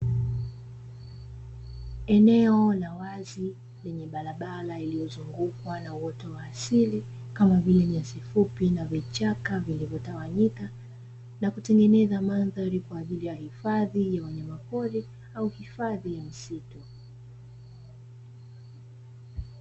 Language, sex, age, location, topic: Swahili, female, 25-35, Dar es Salaam, agriculture